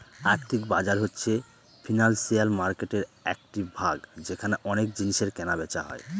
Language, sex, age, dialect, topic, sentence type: Bengali, male, 18-24, Northern/Varendri, banking, statement